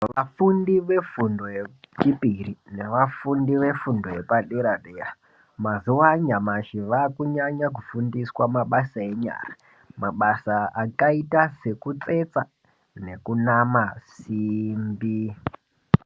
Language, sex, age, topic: Ndau, male, 18-24, education